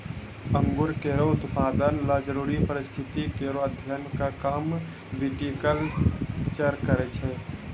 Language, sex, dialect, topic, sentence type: Maithili, male, Angika, agriculture, statement